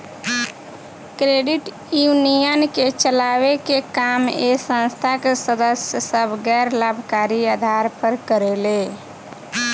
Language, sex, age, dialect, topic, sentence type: Bhojpuri, female, 25-30, Southern / Standard, banking, statement